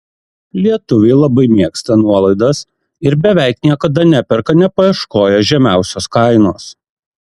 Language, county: Lithuanian, Kaunas